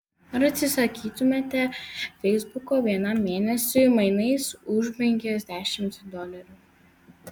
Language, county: Lithuanian, Vilnius